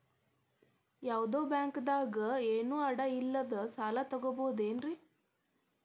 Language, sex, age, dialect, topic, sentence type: Kannada, female, 18-24, Dharwad Kannada, banking, question